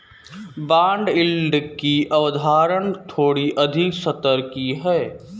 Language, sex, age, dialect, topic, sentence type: Hindi, male, 18-24, Marwari Dhudhari, banking, statement